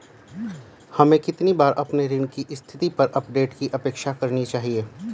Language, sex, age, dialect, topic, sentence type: Hindi, male, 31-35, Hindustani Malvi Khadi Boli, banking, question